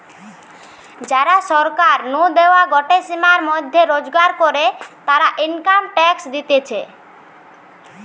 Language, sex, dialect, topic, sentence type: Bengali, male, Western, banking, statement